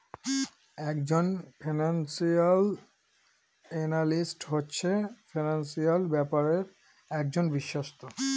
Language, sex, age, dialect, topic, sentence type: Bengali, female, 36-40, Northern/Varendri, banking, statement